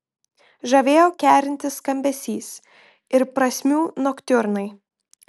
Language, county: Lithuanian, Marijampolė